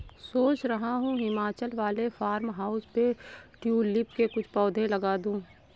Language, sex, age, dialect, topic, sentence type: Hindi, female, 25-30, Awadhi Bundeli, agriculture, statement